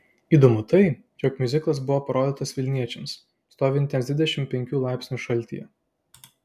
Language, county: Lithuanian, Klaipėda